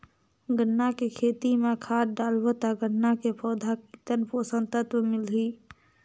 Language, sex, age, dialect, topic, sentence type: Chhattisgarhi, female, 41-45, Northern/Bhandar, agriculture, question